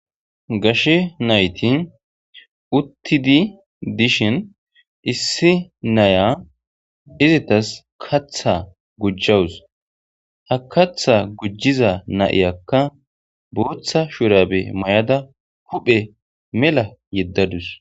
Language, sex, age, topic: Gamo, male, 25-35, agriculture